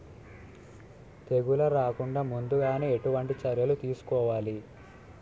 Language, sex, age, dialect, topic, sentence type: Telugu, male, 18-24, Utterandhra, agriculture, question